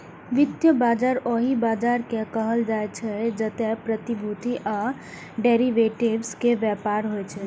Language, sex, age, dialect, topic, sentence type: Maithili, female, 25-30, Eastern / Thethi, banking, statement